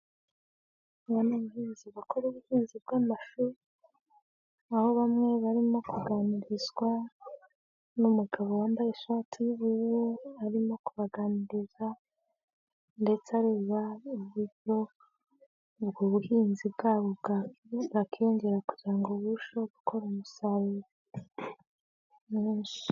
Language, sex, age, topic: Kinyarwanda, female, 25-35, agriculture